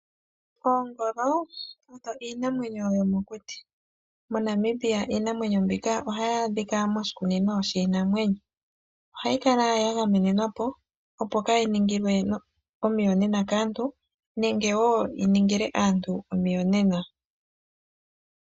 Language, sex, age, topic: Oshiwambo, male, 25-35, agriculture